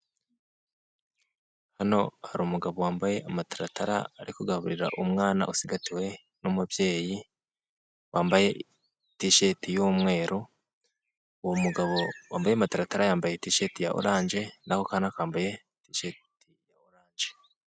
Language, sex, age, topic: Kinyarwanda, male, 18-24, health